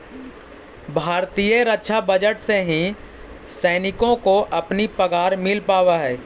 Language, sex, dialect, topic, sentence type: Magahi, male, Central/Standard, agriculture, statement